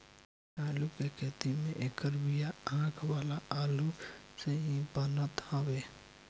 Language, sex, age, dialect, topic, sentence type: Bhojpuri, male, 60-100, Northern, agriculture, statement